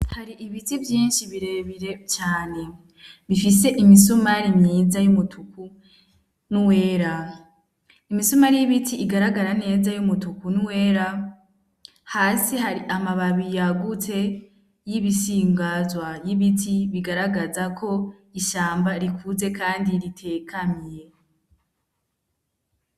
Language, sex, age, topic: Rundi, female, 18-24, agriculture